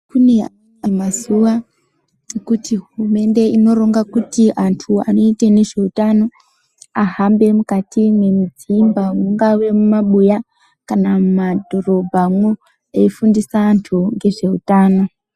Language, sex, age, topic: Ndau, male, 18-24, health